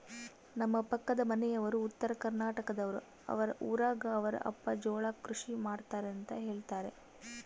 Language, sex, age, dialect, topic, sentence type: Kannada, female, 18-24, Central, agriculture, statement